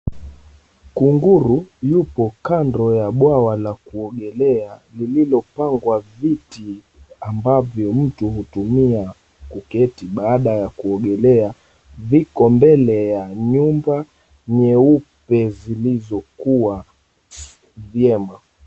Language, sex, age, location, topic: Swahili, male, 25-35, Mombasa, government